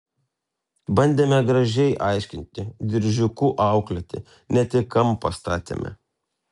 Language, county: Lithuanian, Telšiai